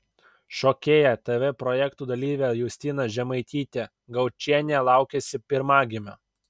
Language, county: Lithuanian, Kaunas